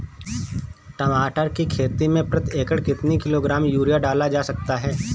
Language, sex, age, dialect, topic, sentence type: Hindi, male, 25-30, Awadhi Bundeli, agriculture, question